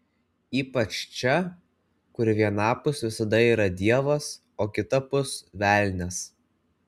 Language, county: Lithuanian, Kaunas